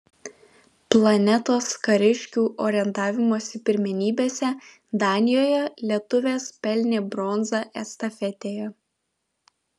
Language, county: Lithuanian, Vilnius